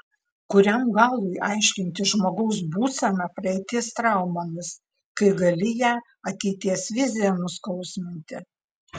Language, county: Lithuanian, Klaipėda